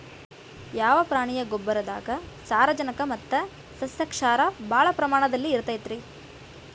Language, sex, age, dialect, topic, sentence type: Kannada, female, 18-24, Dharwad Kannada, agriculture, question